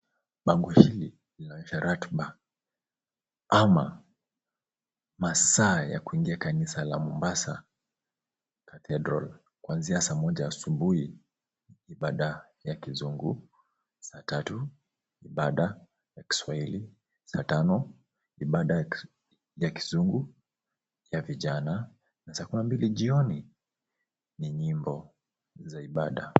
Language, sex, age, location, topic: Swahili, male, 25-35, Mombasa, government